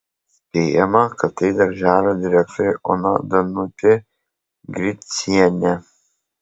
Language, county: Lithuanian, Kaunas